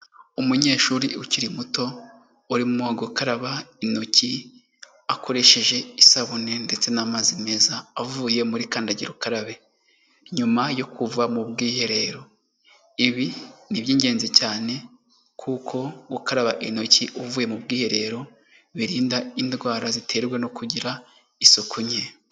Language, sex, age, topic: Kinyarwanda, male, 18-24, health